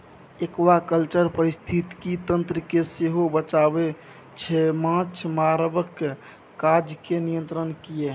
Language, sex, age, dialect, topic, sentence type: Maithili, male, 18-24, Bajjika, agriculture, statement